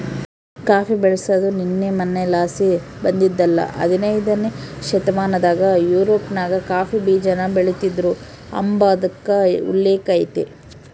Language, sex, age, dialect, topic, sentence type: Kannada, female, 18-24, Central, agriculture, statement